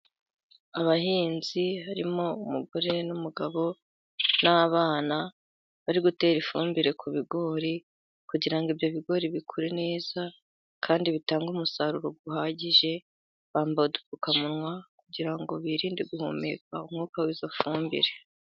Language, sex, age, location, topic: Kinyarwanda, female, 18-24, Gakenke, agriculture